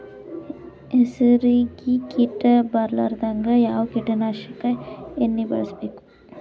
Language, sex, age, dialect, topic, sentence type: Kannada, female, 18-24, Northeastern, agriculture, question